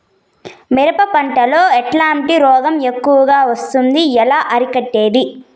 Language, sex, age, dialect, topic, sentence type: Telugu, female, 18-24, Southern, agriculture, question